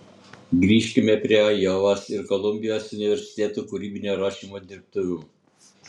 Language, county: Lithuanian, Utena